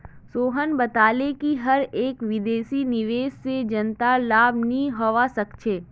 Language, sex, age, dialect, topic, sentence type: Magahi, female, 25-30, Northeastern/Surjapuri, banking, statement